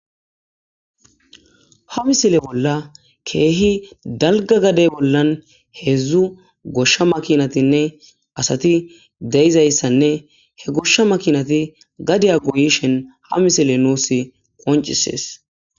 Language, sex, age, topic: Gamo, female, 18-24, agriculture